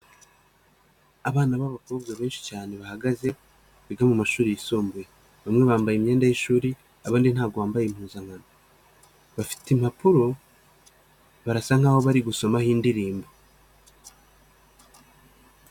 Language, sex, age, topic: Kinyarwanda, male, 25-35, education